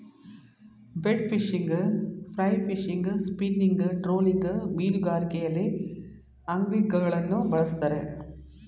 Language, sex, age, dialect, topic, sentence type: Kannada, female, 51-55, Mysore Kannada, agriculture, statement